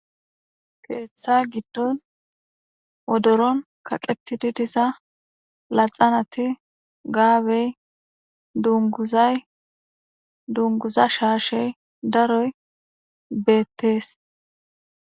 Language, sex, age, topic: Gamo, female, 25-35, government